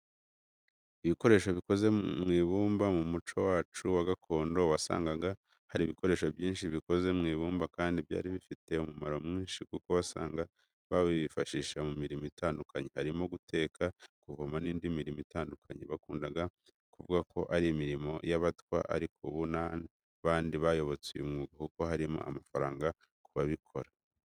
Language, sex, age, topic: Kinyarwanda, male, 25-35, education